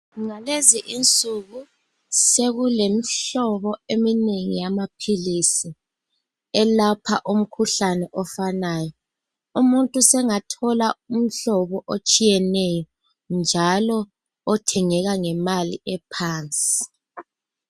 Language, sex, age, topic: North Ndebele, female, 18-24, health